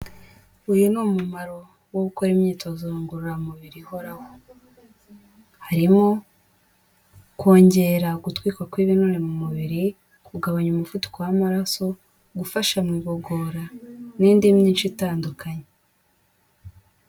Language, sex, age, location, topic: Kinyarwanda, female, 18-24, Kigali, health